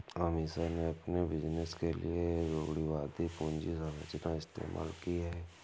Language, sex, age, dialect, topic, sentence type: Hindi, male, 18-24, Awadhi Bundeli, banking, statement